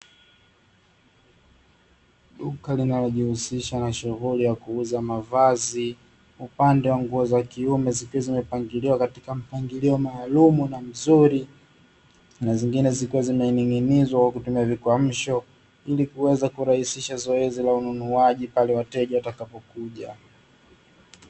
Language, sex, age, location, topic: Swahili, male, 25-35, Dar es Salaam, finance